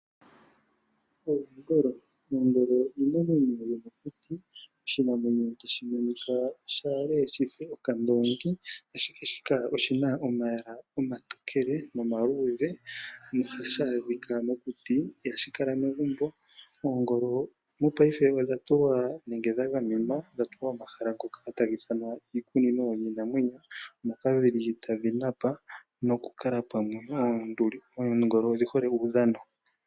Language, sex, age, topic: Oshiwambo, male, 18-24, agriculture